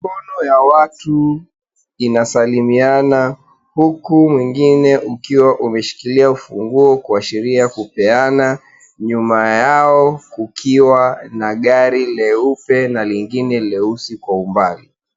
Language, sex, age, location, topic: Swahili, male, 36-49, Mombasa, finance